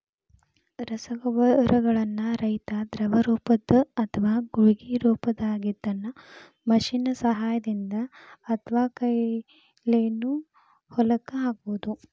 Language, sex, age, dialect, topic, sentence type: Kannada, female, 18-24, Dharwad Kannada, agriculture, statement